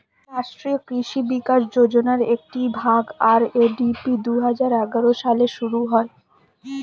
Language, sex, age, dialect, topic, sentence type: Bengali, female, 25-30, Standard Colloquial, agriculture, statement